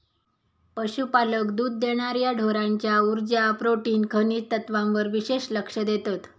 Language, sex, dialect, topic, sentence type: Marathi, female, Southern Konkan, agriculture, statement